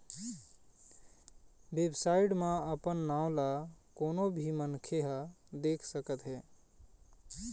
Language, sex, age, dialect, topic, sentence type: Chhattisgarhi, male, 31-35, Eastern, banking, statement